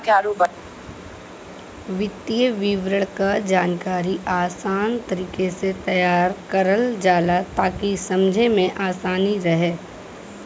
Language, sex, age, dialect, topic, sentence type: Bhojpuri, female, 18-24, Western, banking, statement